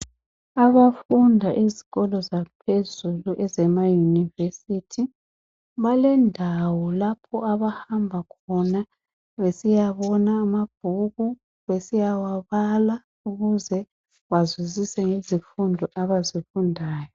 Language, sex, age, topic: North Ndebele, female, 25-35, education